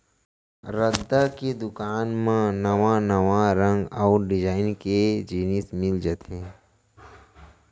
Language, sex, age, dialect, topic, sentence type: Chhattisgarhi, male, 25-30, Central, agriculture, statement